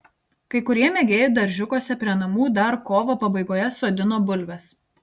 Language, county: Lithuanian, Telšiai